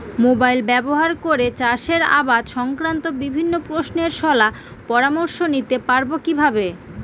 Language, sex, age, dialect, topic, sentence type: Bengali, female, 18-24, Northern/Varendri, agriculture, question